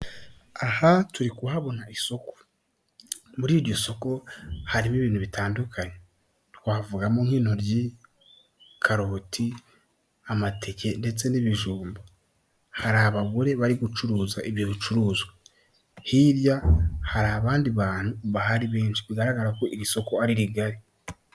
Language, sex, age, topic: Kinyarwanda, male, 18-24, finance